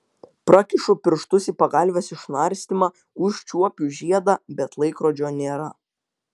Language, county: Lithuanian, Utena